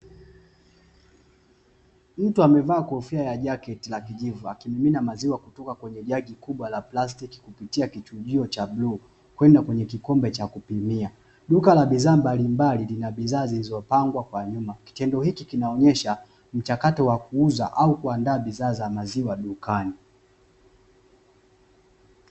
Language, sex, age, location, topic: Swahili, male, 25-35, Dar es Salaam, finance